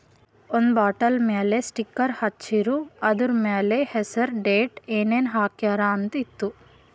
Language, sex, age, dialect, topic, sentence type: Kannada, female, 18-24, Northeastern, banking, statement